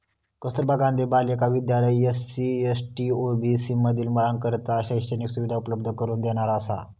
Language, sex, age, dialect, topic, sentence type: Marathi, male, 18-24, Southern Konkan, banking, statement